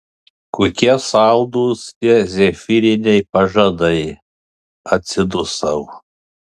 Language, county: Lithuanian, Panevėžys